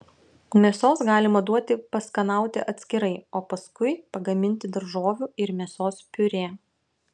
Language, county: Lithuanian, Utena